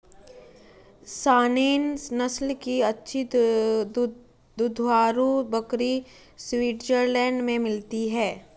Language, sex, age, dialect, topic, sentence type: Hindi, female, 18-24, Marwari Dhudhari, agriculture, statement